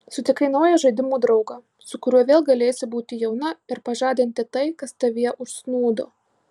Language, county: Lithuanian, Marijampolė